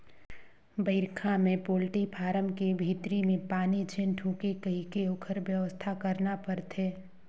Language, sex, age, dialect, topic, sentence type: Chhattisgarhi, female, 25-30, Northern/Bhandar, agriculture, statement